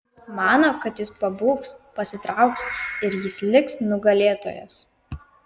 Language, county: Lithuanian, Kaunas